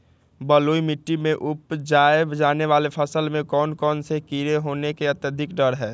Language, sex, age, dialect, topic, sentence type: Magahi, male, 18-24, Western, agriculture, question